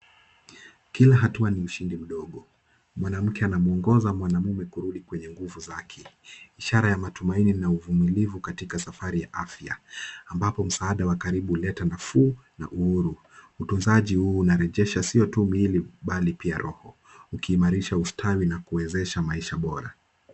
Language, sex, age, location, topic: Swahili, male, 18-24, Kisumu, health